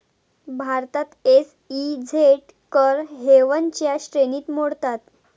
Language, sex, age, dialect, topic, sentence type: Marathi, female, 18-24, Varhadi, banking, statement